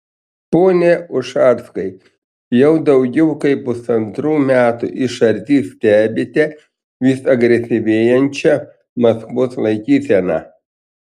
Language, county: Lithuanian, Panevėžys